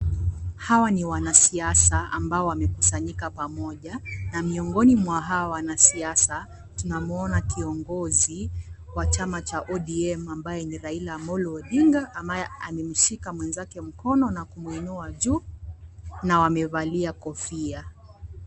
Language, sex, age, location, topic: Swahili, female, 18-24, Kisii, government